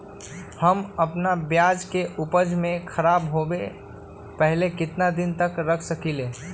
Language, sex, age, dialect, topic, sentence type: Magahi, male, 18-24, Western, agriculture, question